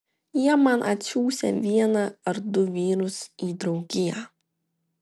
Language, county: Lithuanian, Vilnius